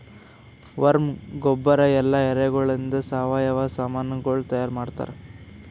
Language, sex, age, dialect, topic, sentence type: Kannada, male, 18-24, Northeastern, agriculture, statement